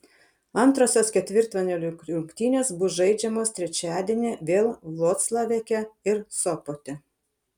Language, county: Lithuanian, Kaunas